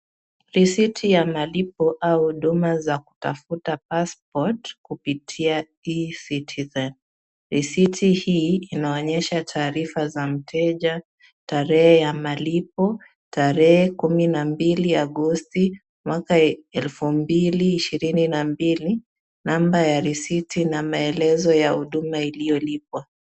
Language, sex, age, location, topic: Swahili, female, 25-35, Kisumu, government